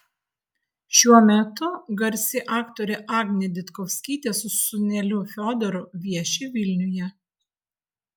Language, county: Lithuanian, Vilnius